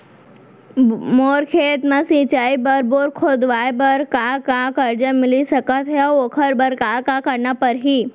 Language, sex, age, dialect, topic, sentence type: Chhattisgarhi, female, 18-24, Central, agriculture, question